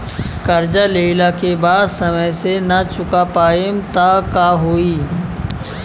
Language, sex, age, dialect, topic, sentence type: Bhojpuri, male, 18-24, Southern / Standard, banking, question